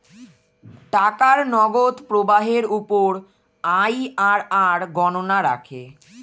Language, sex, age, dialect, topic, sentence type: Bengali, female, 36-40, Standard Colloquial, banking, statement